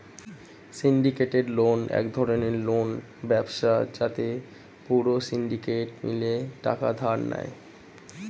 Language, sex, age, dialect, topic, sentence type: Bengali, male, 18-24, Standard Colloquial, banking, statement